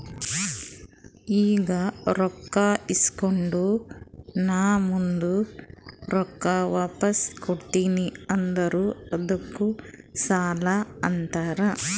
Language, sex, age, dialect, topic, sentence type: Kannada, female, 41-45, Northeastern, banking, statement